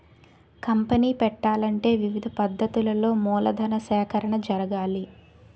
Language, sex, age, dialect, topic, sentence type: Telugu, female, 18-24, Utterandhra, banking, statement